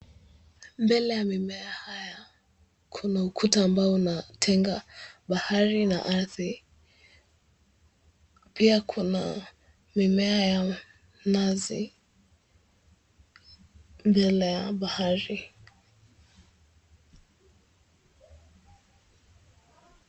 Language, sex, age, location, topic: Swahili, female, 18-24, Mombasa, government